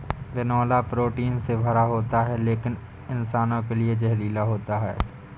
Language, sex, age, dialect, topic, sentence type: Hindi, male, 60-100, Awadhi Bundeli, agriculture, statement